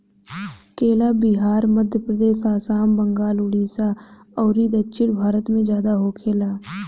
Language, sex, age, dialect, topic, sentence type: Bhojpuri, female, 18-24, Southern / Standard, agriculture, statement